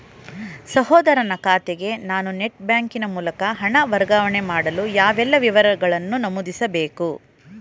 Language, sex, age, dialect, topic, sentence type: Kannada, female, 41-45, Mysore Kannada, banking, question